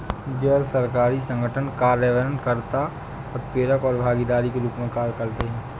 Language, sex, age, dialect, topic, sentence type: Hindi, male, 60-100, Awadhi Bundeli, banking, statement